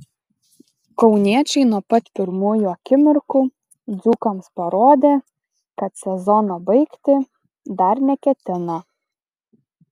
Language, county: Lithuanian, Šiauliai